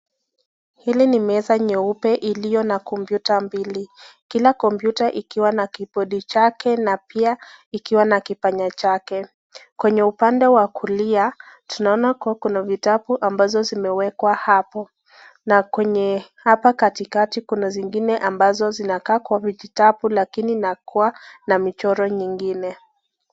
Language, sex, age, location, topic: Swahili, female, 18-24, Nakuru, education